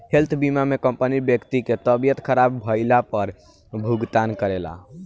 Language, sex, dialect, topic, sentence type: Bhojpuri, male, Southern / Standard, banking, statement